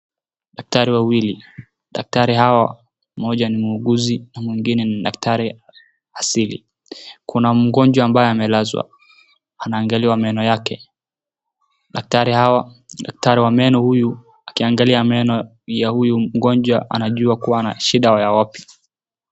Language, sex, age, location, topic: Swahili, female, 36-49, Wajir, health